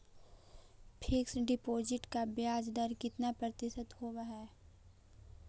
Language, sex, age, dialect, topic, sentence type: Magahi, female, 18-24, Central/Standard, banking, question